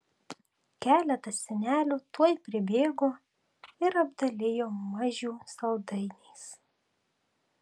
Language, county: Lithuanian, Tauragė